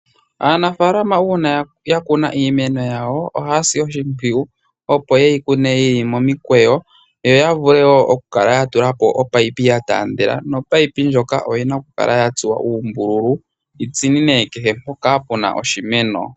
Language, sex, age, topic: Oshiwambo, male, 18-24, agriculture